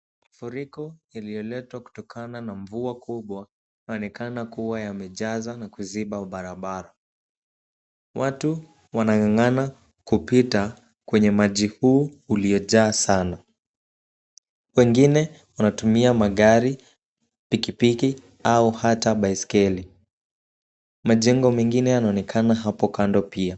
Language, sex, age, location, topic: Swahili, male, 18-24, Kisumu, health